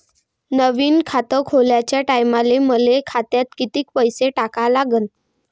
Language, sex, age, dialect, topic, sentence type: Marathi, female, 18-24, Varhadi, banking, question